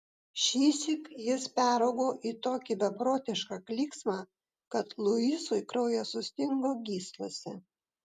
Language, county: Lithuanian, Vilnius